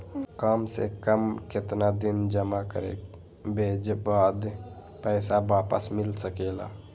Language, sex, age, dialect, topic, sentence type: Magahi, male, 18-24, Western, banking, question